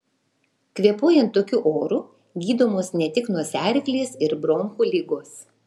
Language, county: Lithuanian, Vilnius